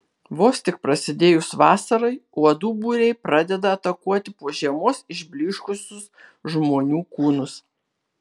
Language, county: Lithuanian, Kaunas